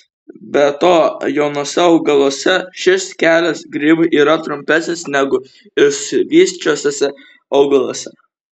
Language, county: Lithuanian, Kaunas